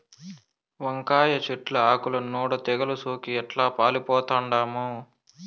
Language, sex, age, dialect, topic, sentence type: Telugu, male, 18-24, Southern, agriculture, statement